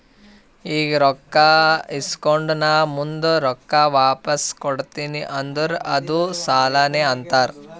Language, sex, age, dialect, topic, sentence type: Kannada, male, 18-24, Northeastern, banking, statement